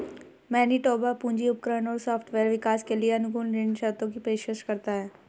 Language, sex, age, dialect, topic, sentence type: Hindi, female, 25-30, Hindustani Malvi Khadi Boli, banking, statement